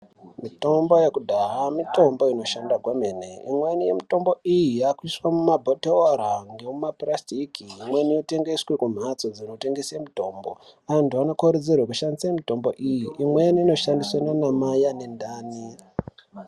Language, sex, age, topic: Ndau, male, 18-24, health